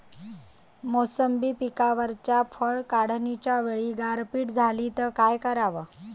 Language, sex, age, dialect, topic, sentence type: Marathi, female, 31-35, Varhadi, agriculture, question